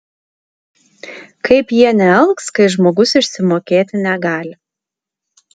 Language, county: Lithuanian, Alytus